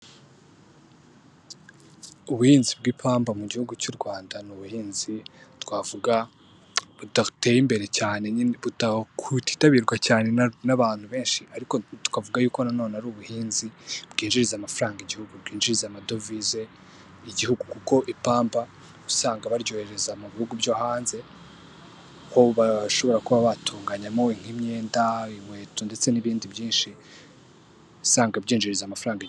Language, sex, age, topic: Kinyarwanda, male, 18-24, agriculture